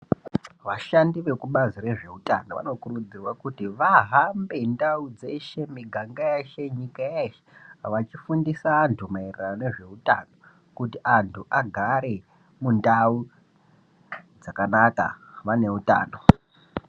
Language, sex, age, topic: Ndau, male, 18-24, health